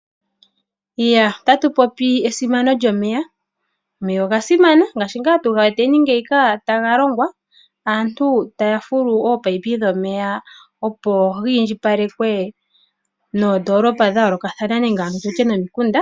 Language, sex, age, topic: Oshiwambo, female, 25-35, agriculture